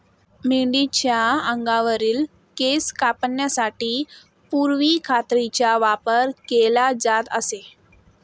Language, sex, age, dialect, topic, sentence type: Marathi, female, 18-24, Standard Marathi, agriculture, statement